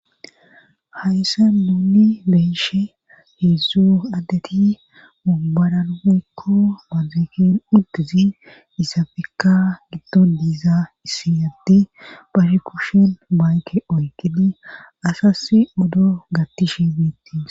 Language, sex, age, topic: Gamo, female, 25-35, government